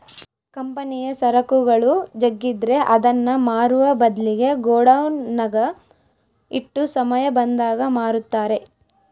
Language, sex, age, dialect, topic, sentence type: Kannada, female, 25-30, Central, banking, statement